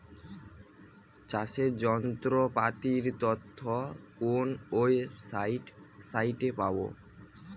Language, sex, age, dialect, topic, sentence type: Bengali, male, 18-24, Rajbangshi, agriculture, question